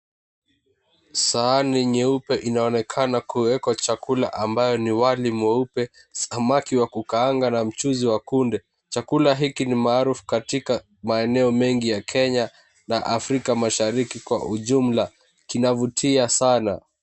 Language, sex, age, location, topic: Swahili, male, 18-24, Mombasa, agriculture